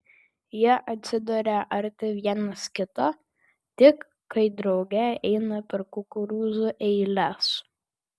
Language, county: Lithuanian, Vilnius